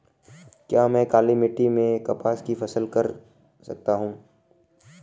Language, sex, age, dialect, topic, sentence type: Hindi, male, 18-24, Marwari Dhudhari, agriculture, question